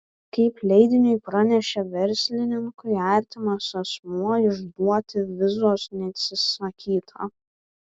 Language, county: Lithuanian, Vilnius